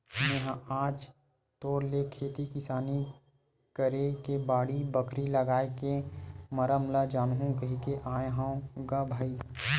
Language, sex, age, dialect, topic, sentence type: Chhattisgarhi, male, 18-24, Western/Budati/Khatahi, agriculture, statement